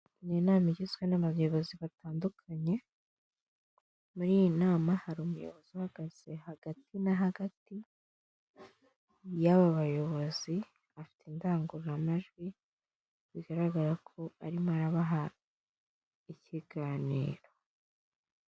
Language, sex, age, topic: Kinyarwanda, female, 18-24, government